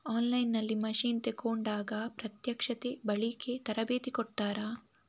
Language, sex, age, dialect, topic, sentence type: Kannada, female, 18-24, Coastal/Dakshin, agriculture, question